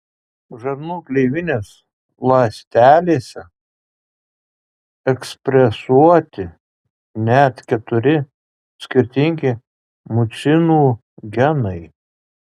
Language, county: Lithuanian, Kaunas